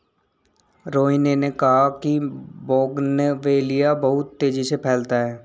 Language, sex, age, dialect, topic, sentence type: Hindi, male, 18-24, Marwari Dhudhari, agriculture, statement